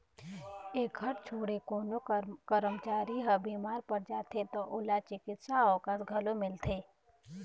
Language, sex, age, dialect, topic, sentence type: Chhattisgarhi, female, 25-30, Eastern, banking, statement